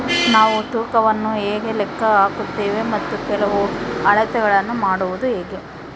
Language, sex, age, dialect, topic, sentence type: Kannada, female, 18-24, Central, agriculture, question